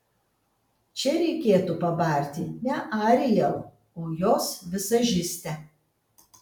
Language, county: Lithuanian, Kaunas